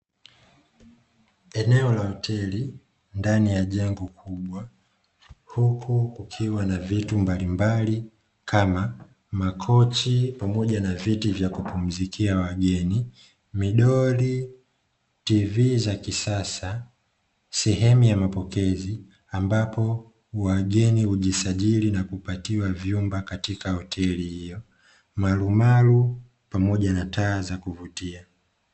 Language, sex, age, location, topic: Swahili, male, 25-35, Dar es Salaam, finance